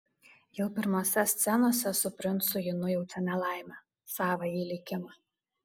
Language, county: Lithuanian, Alytus